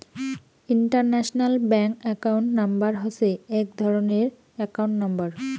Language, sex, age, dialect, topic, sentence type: Bengali, female, 18-24, Rajbangshi, banking, statement